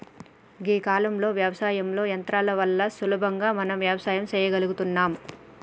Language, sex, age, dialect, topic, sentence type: Telugu, female, 31-35, Telangana, agriculture, statement